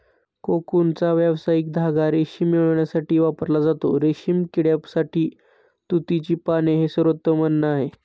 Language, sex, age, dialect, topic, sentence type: Marathi, male, 25-30, Standard Marathi, agriculture, statement